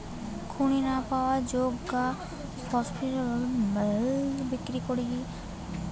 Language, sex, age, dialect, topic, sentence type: Bengali, female, 18-24, Western, agriculture, statement